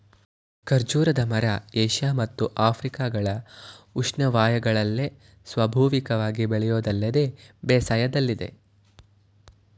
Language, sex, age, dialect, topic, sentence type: Kannada, male, 18-24, Mysore Kannada, agriculture, statement